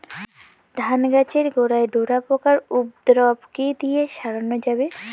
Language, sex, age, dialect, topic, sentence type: Bengali, female, 18-24, Rajbangshi, agriculture, question